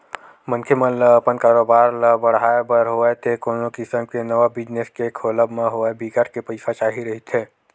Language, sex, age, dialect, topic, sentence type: Chhattisgarhi, male, 18-24, Western/Budati/Khatahi, banking, statement